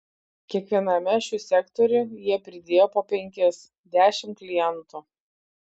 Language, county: Lithuanian, Vilnius